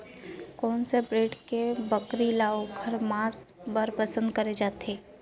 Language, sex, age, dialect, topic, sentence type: Chhattisgarhi, female, 56-60, Central, agriculture, statement